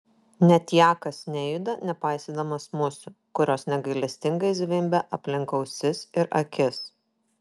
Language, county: Lithuanian, Kaunas